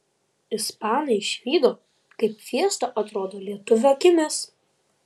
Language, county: Lithuanian, Vilnius